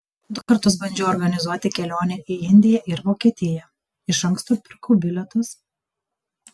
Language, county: Lithuanian, Kaunas